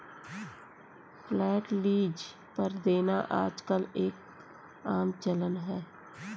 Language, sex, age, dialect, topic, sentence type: Hindi, female, 25-30, Kanauji Braj Bhasha, banking, statement